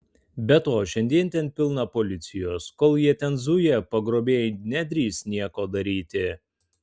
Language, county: Lithuanian, Tauragė